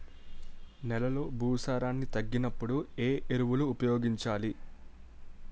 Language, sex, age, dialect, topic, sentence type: Telugu, male, 18-24, Utterandhra, agriculture, question